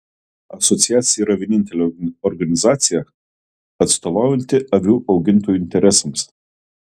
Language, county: Lithuanian, Kaunas